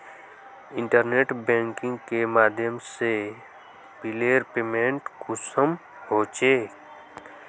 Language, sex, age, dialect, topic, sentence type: Magahi, male, 18-24, Northeastern/Surjapuri, banking, question